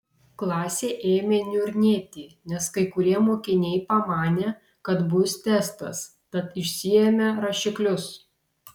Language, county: Lithuanian, Vilnius